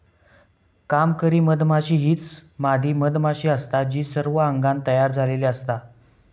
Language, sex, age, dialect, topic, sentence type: Marathi, male, 18-24, Southern Konkan, agriculture, statement